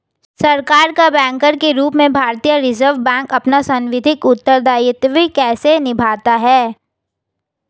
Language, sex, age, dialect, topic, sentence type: Hindi, female, 18-24, Hindustani Malvi Khadi Boli, banking, question